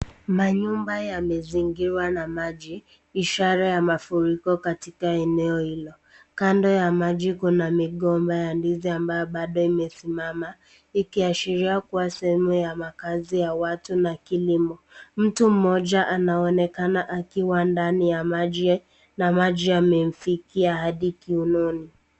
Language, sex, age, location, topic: Swahili, female, 18-24, Nakuru, health